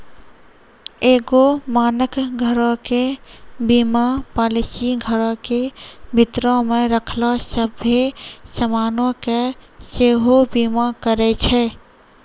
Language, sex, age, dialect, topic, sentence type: Maithili, female, 25-30, Angika, banking, statement